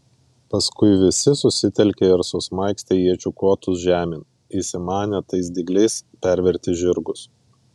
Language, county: Lithuanian, Vilnius